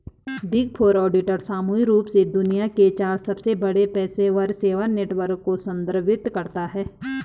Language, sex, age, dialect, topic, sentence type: Hindi, female, 31-35, Garhwali, banking, statement